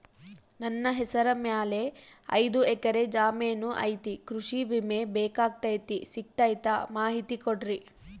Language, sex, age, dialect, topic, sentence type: Kannada, female, 18-24, Central, banking, question